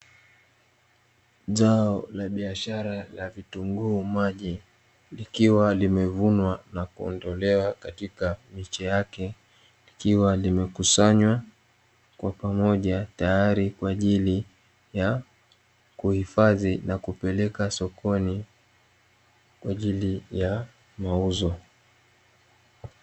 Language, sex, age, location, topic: Swahili, male, 18-24, Dar es Salaam, agriculture